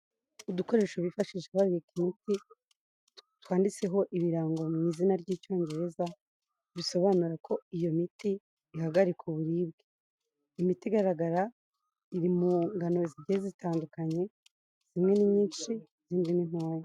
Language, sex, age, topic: Kinyarwanda, female, 18-24, health